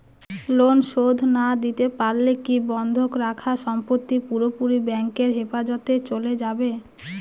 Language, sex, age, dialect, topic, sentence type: Bengali, female, 25-30, Northern/Varendri, banking, question